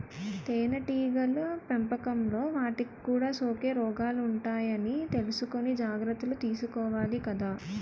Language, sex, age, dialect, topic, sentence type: Telugu, female, 18-24, Utterandhra, agriculture, statement